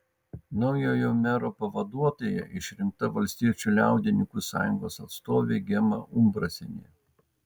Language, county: Lithuanian, Vilnius